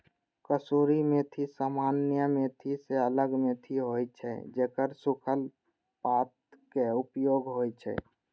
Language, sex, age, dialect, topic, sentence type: Maithili, male, 18-24, Eastern / Thethi, agriculture, statement